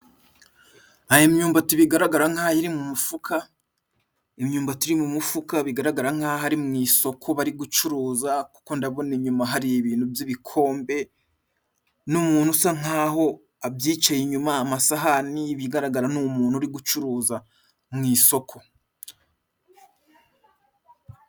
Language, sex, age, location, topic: Kinyarwanda, male, 25-35, Musanze, agriculture